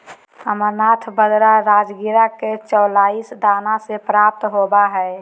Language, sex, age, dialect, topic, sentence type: Magahi, female, 18-24, Southern, agriculture, statement